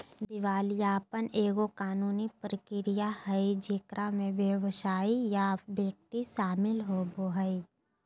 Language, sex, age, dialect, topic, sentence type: Magahi, female, 31-35, Southern, banking, statement